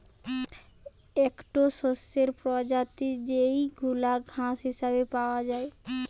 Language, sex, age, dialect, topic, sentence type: Bengali, female, 18-24, Western, agriculture, statement